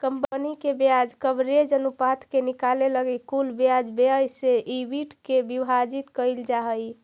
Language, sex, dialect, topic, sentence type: Magahi, female, Central/Standard, banking, statement